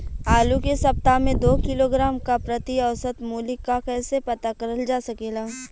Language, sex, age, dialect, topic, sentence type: Bhojpuri, female, 18-24, Western, agriculture, question